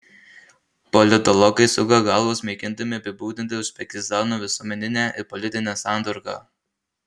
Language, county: Lithuanian, Marijampolė